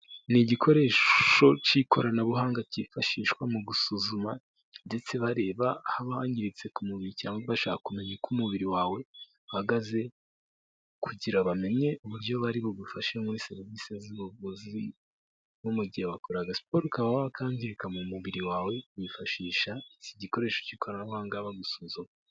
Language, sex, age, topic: Kinyarwanda, male, 18-24, health